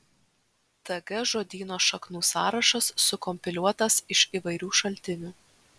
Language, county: Lithuanian, Vilnius